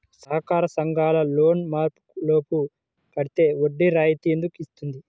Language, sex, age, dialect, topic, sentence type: Telugu, female, 25-30, Central/Coastal, banking, question